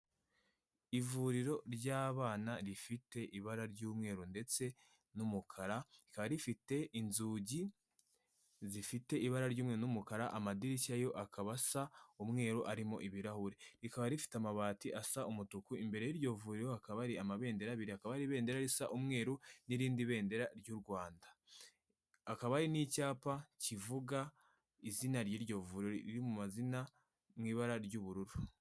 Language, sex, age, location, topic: Kinyarwanda, female, 18-24, Kigali, health